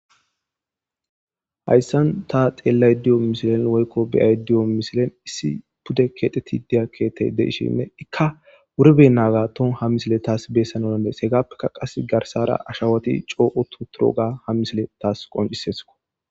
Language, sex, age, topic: Gamo, male, 18-24, government